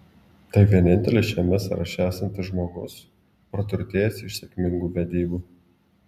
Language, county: Lithuanian, Klaipėda